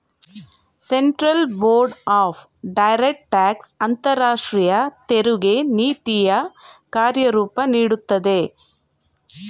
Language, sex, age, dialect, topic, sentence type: Kannada, female, 41-45, Mysore Kannada, banking, statement